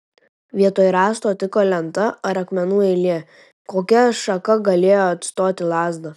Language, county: Lithuanian, Tauragė